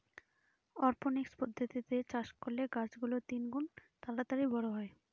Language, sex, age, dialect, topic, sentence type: Bengali, female, 18-24, Northern/Varendri, agriculture, statement